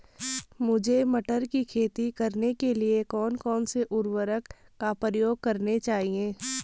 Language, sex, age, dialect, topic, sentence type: Hindi, female, 18-24, Garhwali, agriculture, question